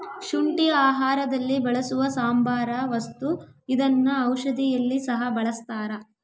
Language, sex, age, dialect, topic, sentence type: Kannada, female, 18-24, Central, agriculture, statement